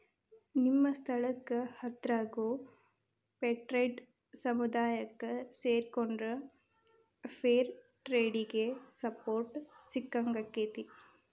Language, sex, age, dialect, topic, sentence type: Kannada, female, 25-30, Dharwad Kannada, banking, statement